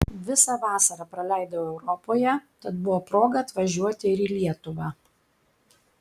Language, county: Lithuanian, Klaipėda